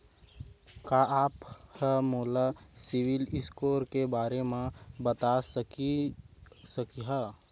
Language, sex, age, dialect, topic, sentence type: Chhattisgarhi, female, 56-60, Central, banking, statement